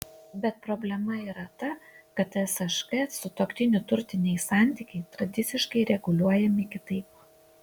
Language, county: Lithuanian, Kaunas